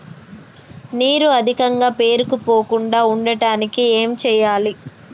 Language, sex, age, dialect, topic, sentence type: Telugu, female, 31-35, Telangana, agriculture, question